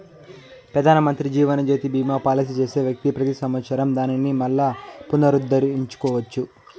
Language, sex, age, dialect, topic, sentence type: Telugu, male, 18-24, Southern, banking, statement